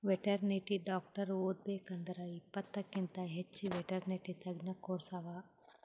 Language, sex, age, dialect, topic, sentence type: Kannada, female, 18-24, Northeastern, agriculture, statement